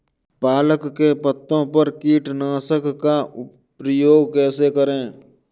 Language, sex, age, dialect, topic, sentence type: Hindi, male, 18-24, Kanauji Braj Bhasha, agriculture, question